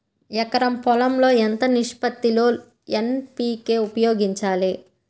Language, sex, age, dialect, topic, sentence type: Telugu, female, 60-100, Central/Coastal, agriculture, question